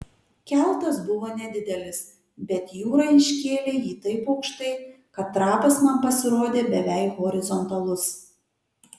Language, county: Lithuanian, Kaunas